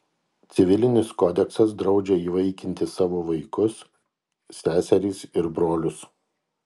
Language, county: Lithuanian, Kaunas